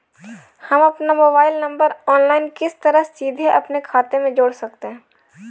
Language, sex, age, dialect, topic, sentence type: Hindi, female, 18-24, Kanauji Braj Bhasha, banking, question